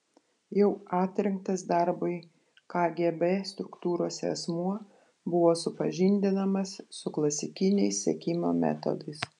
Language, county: Lithuanian, Panevėžys